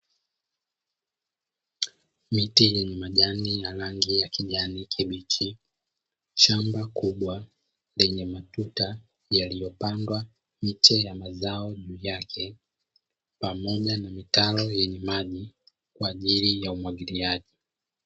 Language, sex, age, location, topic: Swahili, male, 25-35, Dar es Salaam, agriculture